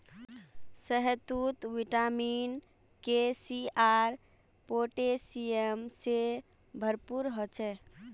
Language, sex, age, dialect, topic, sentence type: Magahi, female, 18-24, Northeastern/Surjapuri, agriculture, statement